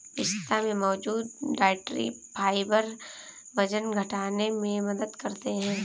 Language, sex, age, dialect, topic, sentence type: Hindi, female, 18-24, Kanauji Braj Bhasha, agriculture, statement